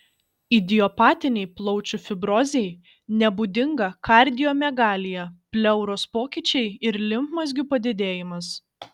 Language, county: Lithuanian, Šiauliai